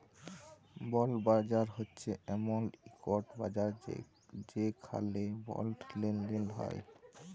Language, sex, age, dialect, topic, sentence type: Bengali, male, 18-24, Jharkhandi, banking, statement